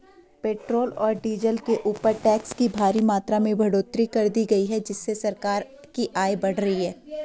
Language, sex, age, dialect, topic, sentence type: Hindi, female, 18-24, Garhwali, banking, statement